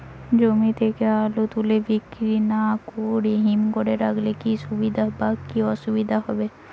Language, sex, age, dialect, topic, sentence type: Bengali, female, 18-24, Rajbangshi, agriculture, question